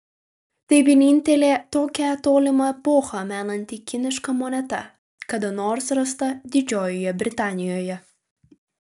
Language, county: Lithuanian, Vilnius